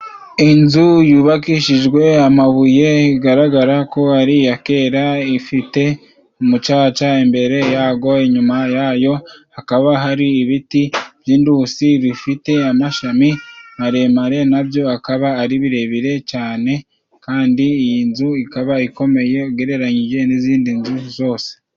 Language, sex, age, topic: Kinyarwanda, male, 25-35, government